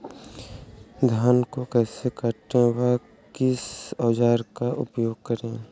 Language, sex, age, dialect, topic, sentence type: Hindi, male, 18-24, Awadhi Bundeli, agriculture, question